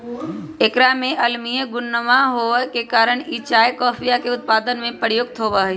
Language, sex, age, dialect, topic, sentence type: Magahi, female, 25-30, Western, agriculture, statement